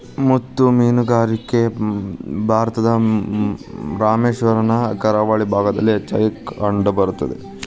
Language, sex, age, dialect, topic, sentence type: Kannada, male, 18-24, Dharwad Kannada, agriculture, statement